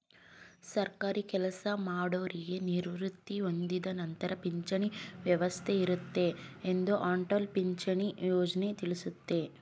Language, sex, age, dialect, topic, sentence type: Kannada, female, 18-24, Mysore Kannada, banking, statement